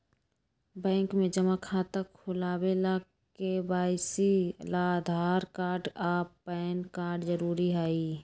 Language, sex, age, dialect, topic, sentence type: Magahi, female, 18-24, Western, banking, statement